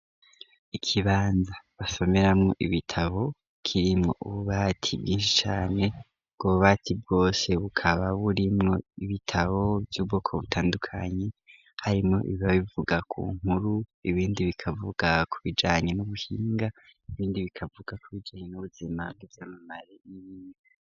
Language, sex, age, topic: Rundi, male, 18-24, education